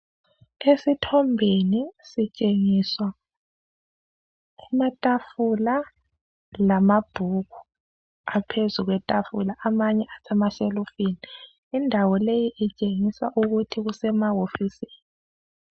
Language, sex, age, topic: North Ndebele, female, 25-35, education